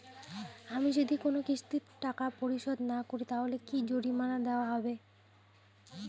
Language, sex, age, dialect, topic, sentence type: Bengali, female, 25-30, Rajbangshi, banking, question